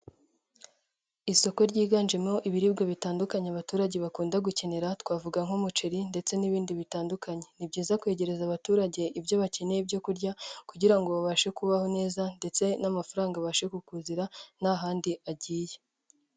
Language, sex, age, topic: Kinyarwanda, female, 18-24, finance